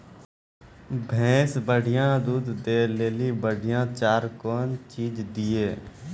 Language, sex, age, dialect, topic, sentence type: Maithili, male, 18-24, Angika, agriculture, question